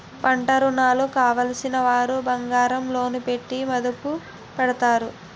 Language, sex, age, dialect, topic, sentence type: Telugu, female, 60-100, Utterandhra, agriculture, statement